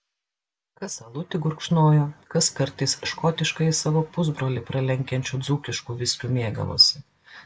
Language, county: Lithuanian, Klaipėda